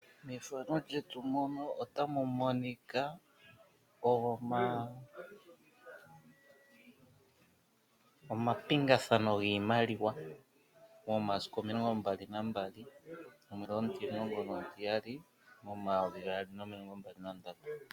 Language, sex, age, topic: Oshiwambo, male, 36-49, finance